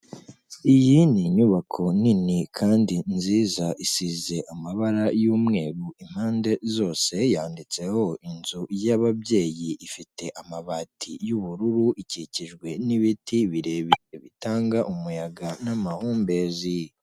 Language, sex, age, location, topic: Kinyarwanda, male, 25-35, Kigali, health